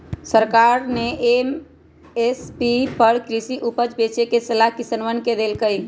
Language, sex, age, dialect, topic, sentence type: Magahi, female, 25-30, Western, agriculture, statement